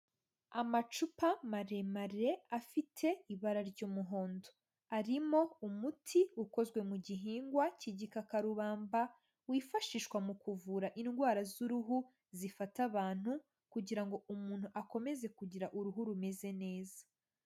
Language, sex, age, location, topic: Kinyarwanda, female, 25-35, Huye, health